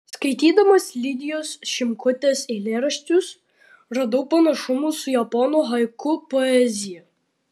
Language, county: Lithuanian, Vilnius